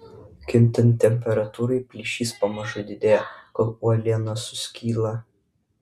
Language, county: Lithuanian, Vilnius